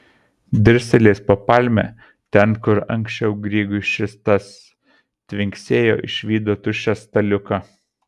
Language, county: Lithuanian, Kaunas